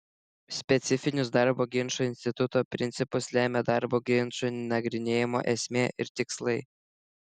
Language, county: Lithuanian, Šiauliai